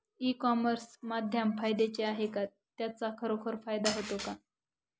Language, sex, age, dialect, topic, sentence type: Marathi, female, 18-24, Northern Konkan, agriculture, question